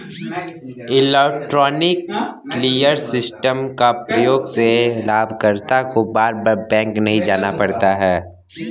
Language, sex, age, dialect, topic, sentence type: Hindi, male, 25-30, Kanauji Braj Bhasha, banking, statement